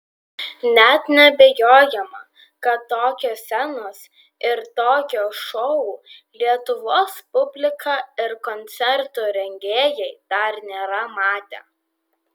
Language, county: Lithuanian, Vilnius